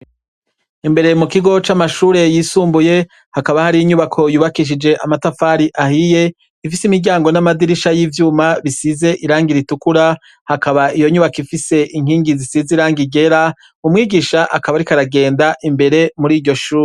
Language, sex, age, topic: Rundi, male, 36-49, education